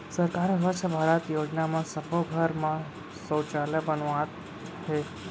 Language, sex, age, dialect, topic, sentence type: Chhattisgarhi, male, 41-45, Central, banking, statement